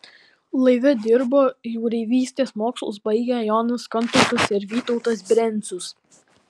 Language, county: Lithuanian, Alytus